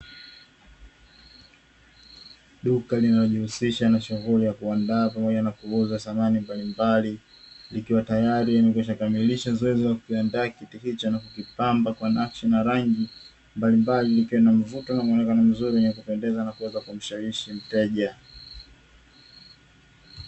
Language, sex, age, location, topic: Swahili, male, 25-35, Dar es Salaam, finance